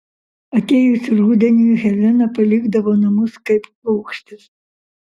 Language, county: Lithuanian, Kaunas